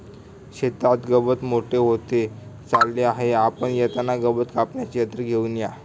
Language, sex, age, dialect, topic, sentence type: Marathi, male, 18-24, Standard Marathi, agriculture, statement